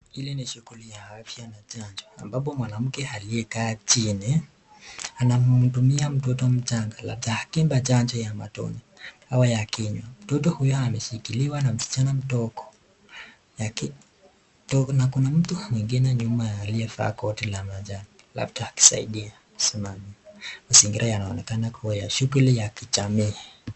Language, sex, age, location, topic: Swahili, male, 18-24, Nakuru, health